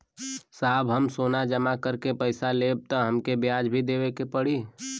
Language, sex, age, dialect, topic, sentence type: Bhojpuri, male, <18, Western, banking, question